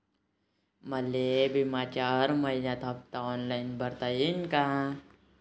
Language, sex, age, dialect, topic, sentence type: Marathi, male, 18-24, Varhadi, banking, question